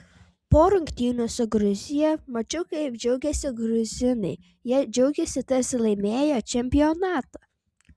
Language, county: Lithuanian, Vilnius